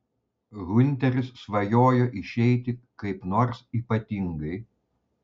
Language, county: Lithuanian, Panevėžys